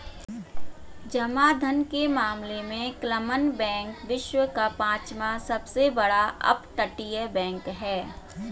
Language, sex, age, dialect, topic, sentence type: Hindi, female, 41-45, Hindustani Malvi Khadi Boli, banking, statement